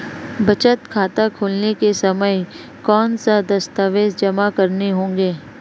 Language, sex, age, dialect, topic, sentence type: Hindi, female, 25-30, Marwari Dhudhari, banking, question